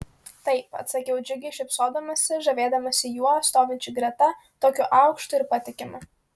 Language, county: Lithuanian, Klaipėda